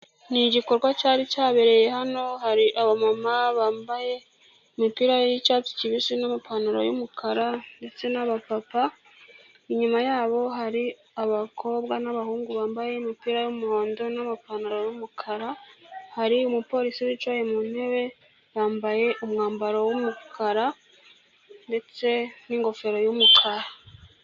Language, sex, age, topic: Kinyarwanda, female, 25-35, government